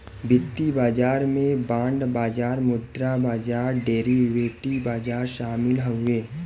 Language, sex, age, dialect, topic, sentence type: Bhojpuri, male, 18-24, Western, banking, statement